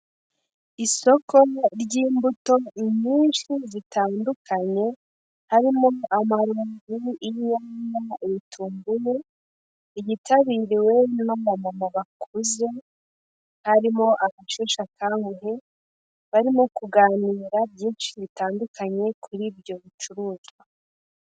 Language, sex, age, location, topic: Kinyarwanda, female, 18-24, Kigali, health